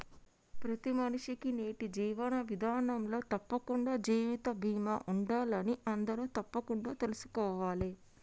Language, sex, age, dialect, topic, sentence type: Telugu, female, 60-100, Telangana, banking, statement